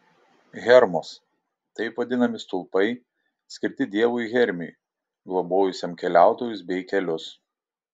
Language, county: Lithuanian, Šiauliai